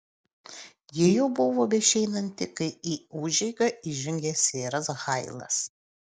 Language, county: Lithuanian, Utena